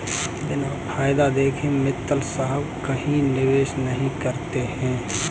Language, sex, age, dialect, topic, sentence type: Hindi, male, 25-30, Kanauji Braj Bhasha, banking, statement